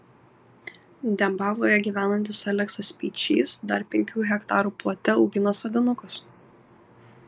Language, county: Lithuanian, Kaunas